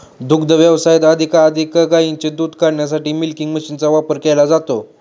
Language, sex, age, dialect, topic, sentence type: Marathi, male, 18-24, Standard Marathi, agriculture, statement